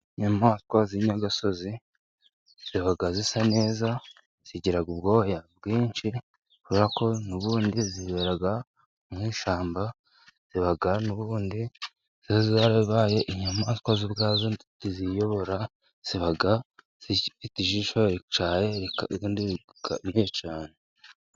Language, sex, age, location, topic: Kinyarwanda, male, 36-49, Musanze, agriculture